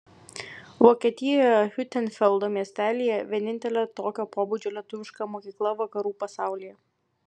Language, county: Lithuanian, Vilnius